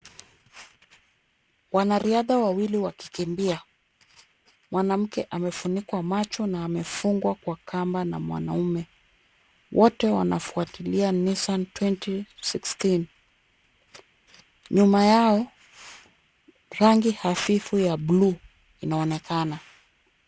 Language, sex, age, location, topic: Swahili, female, 36-49, Kisumu, education